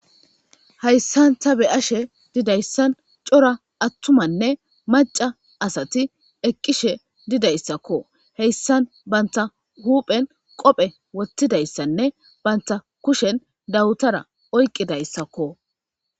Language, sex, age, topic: Gamo, male, 25-35, government